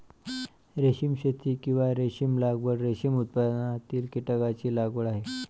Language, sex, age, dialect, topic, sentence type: Marathi, male, 25-30, Varhadi, agriculture, statement